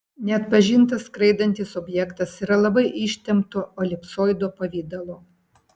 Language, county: Lithuanian, Vilnius